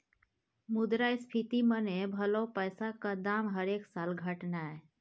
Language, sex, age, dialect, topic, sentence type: Maithili, female, 31-35, Bajjika, banking, statement